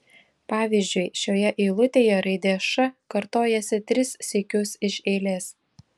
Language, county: Lithuanian, Šiauliai